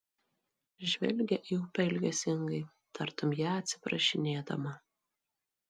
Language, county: Lithuanian, Marijampolė